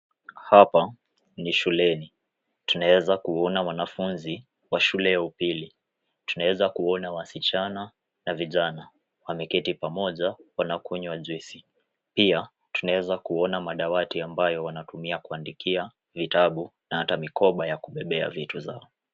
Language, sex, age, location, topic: Swahili, male, 18-24, Nairobi, education